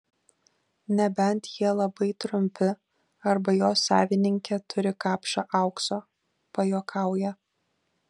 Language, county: Lithuanian, Kaunas